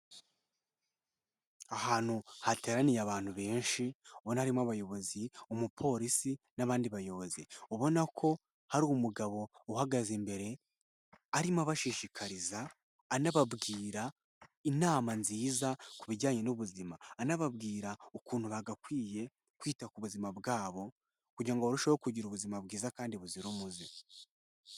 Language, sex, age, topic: Kinyarwanda, male, 18-24, health